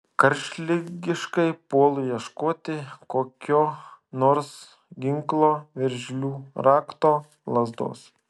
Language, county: Lithuanian, Šiauliai